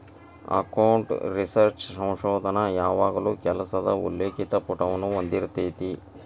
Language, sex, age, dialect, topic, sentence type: Kannada, male, 60-100, Dharwad Kannada, banking, statement